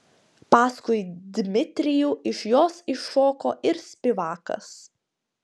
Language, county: Lithuanian, Panevėžys